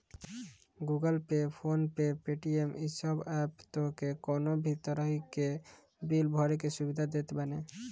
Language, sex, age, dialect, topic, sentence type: Bhojpuri, male, 18-24, Northern, banking, statement